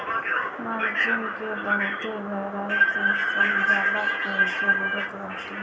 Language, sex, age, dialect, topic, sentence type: Bhojpuri, female, 25-30, Northern, banking, statement